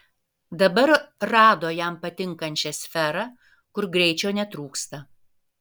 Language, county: Lithuanian, Vilnius